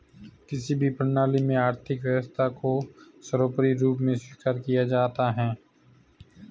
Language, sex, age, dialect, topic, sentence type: Hindi, male, 25-30, Marwari Dhudhari, banking, statement